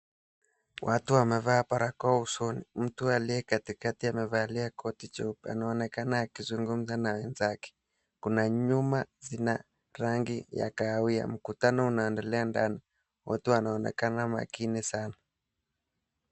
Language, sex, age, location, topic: Swahili, male, 18-24, Mombasa, health